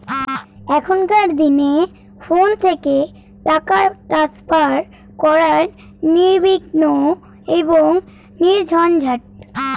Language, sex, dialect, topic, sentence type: Bengali, female, Rajbangshi, banking, question